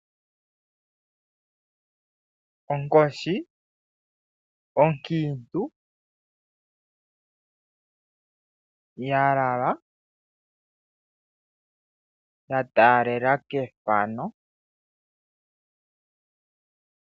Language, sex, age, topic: Oshiwambo, male, 25-35, agriculture